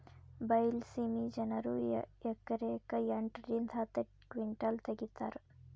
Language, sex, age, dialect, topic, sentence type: Kannada, female, 18-24, Dharwad Kannada, agriculture, statement